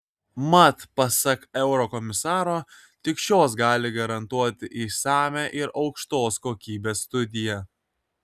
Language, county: Lithuanian, Kaunas